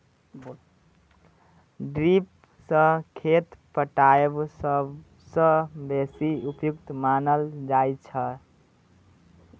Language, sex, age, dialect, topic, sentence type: Maithili, male, 18-24, Bajjika, agriculture, statement